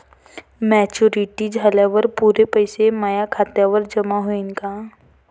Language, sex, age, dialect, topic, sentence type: Marathi, female, 18-24, Varhadi, banking, question